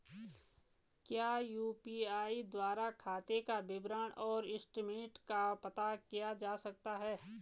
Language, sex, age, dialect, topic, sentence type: Hindi, female, 18-24, Garhwali, banking, question